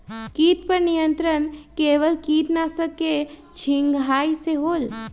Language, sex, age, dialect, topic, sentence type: Magahi, female, 31-35, Western, agriculture, question